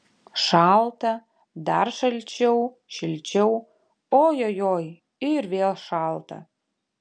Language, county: Lithuanian, Panevėžys